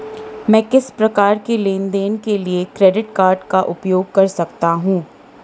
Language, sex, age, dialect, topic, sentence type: Hindi, female, 31-35, Marwari Dhudhari, banking, question